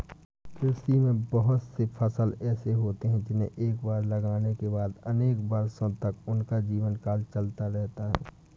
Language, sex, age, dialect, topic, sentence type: Hindi, male, 18-24, Awadhi Bundeli, agriculture, statement